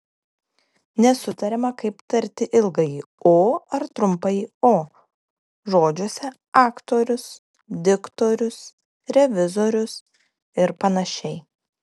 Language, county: Lithuanian, Klaipėda